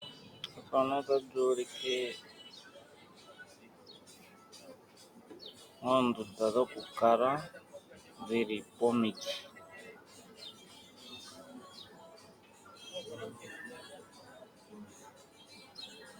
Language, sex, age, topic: Oshiwambo, male, 36-49, agriculture